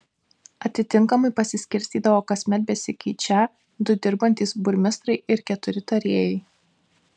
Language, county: Lithuanian, Vilnius